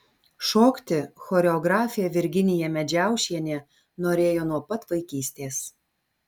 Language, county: Lithuanian, Alytus